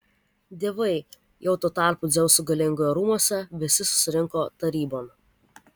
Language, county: Lithuanian, Vilnius